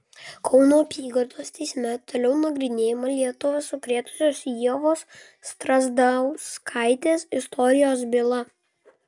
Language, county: Lithuanian, Klaipėda